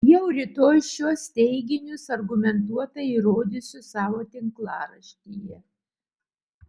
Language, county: Lithuanian, Utena